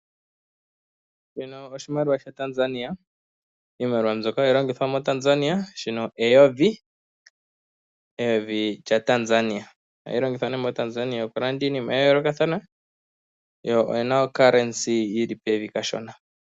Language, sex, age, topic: Oshiwambo, male, 18-24, finance